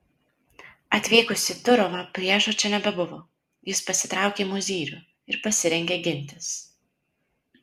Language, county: Lithuanian, Kaunas